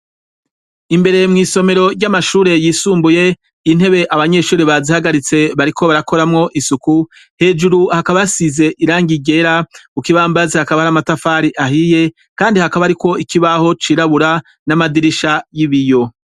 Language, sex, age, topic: Rundi, female, 25-35, education